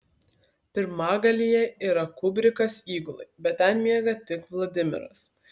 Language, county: Lithuanian, Kaunas